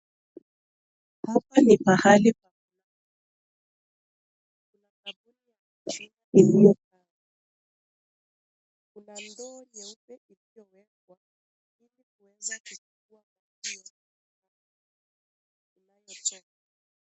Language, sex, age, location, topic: Swahili, female, 18-24, Nakuru, health